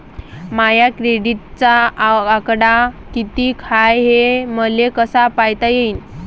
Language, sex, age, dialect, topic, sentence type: Marathi, male, 31-35, Varhadi, banking, question